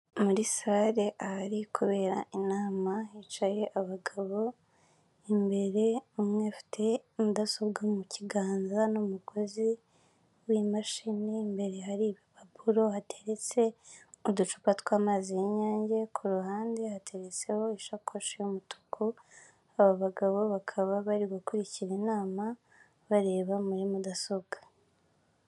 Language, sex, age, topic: Kinyarwanda, female, 18-24, government